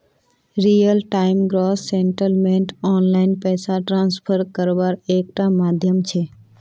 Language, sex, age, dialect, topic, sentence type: Magahi, female, 18-24, Northeastern/Surjapuri, banking, statement